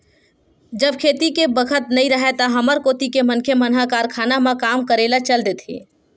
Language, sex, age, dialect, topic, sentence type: Chhattisgarhi, female, 18-24, Western/Budati/Khatahi, agriculture, statement